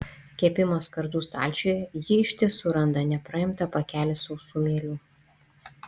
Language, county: Lithuanian, Panevėžys